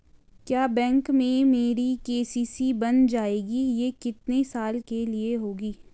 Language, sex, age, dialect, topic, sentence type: Hindi, female, 18-24, Garhwali, banking, question